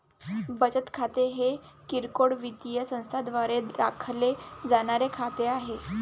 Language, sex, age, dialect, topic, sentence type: Marathi, female, 18-24, Varhadi, banking, statement